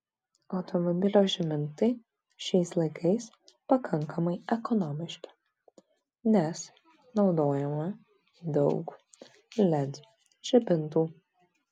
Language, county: Lithuanian, Vilnius